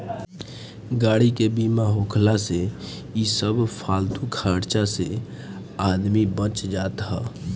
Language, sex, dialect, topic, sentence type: Bhojpuri, male, Northern, banking, statement